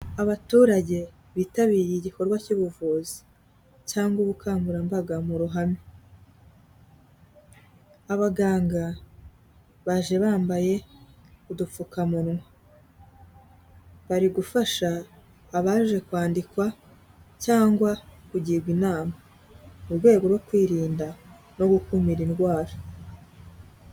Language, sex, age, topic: Kinyarwanda, female, 18-24, health